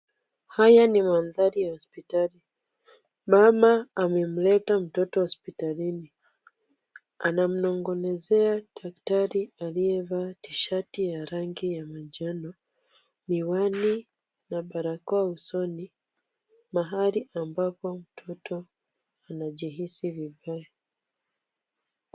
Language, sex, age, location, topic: Swahili, female, 25-35, Kisumu, health